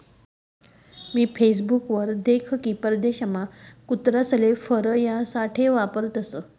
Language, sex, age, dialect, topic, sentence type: Marathi, female, 31-35, Northern Konkan, agriculture, statement